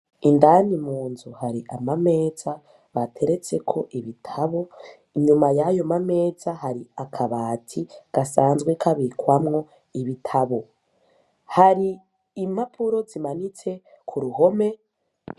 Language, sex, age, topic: Rundi, female, 18-24, education